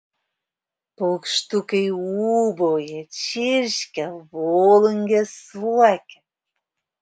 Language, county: Lithuanian, Vilnius